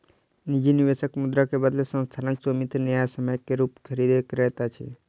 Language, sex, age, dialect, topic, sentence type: Maithili, male, 36-40, Southern/Standard, banking, statement